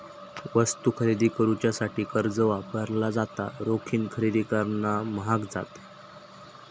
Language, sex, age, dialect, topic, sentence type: Marathi, male, 18-24, Southern Konkan, banking, statement